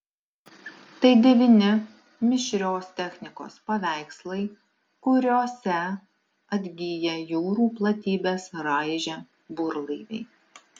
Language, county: Lithuanian, Alytus